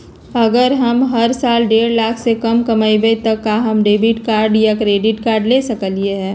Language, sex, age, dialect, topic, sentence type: Magahi, female, 31-35, Western, banking, question